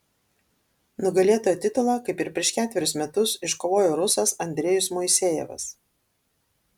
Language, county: Lithuanian, Alytus